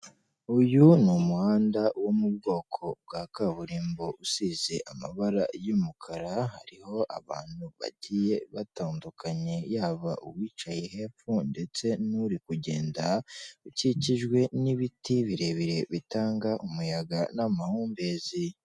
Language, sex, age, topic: Kinyarwanda, female, 36-49, government